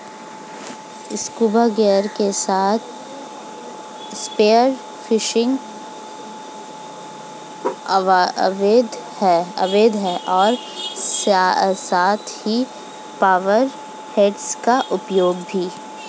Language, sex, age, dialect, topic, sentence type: Hindi, female, 25-30, Hindustani Malvi Khadi Boli, agriculture, statement